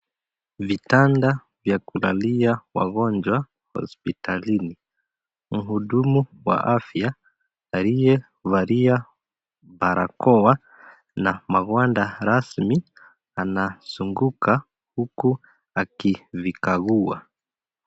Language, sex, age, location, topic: Swahili, male, 25-35, Kisii, health